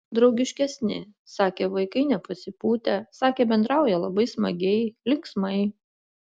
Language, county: Lithuanian, Utena